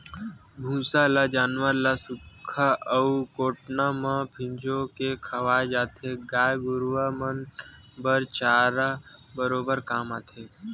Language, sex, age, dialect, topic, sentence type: Chhattisgarhi, male, 18-24, Western/Budati/Khatahi, agriculture, statement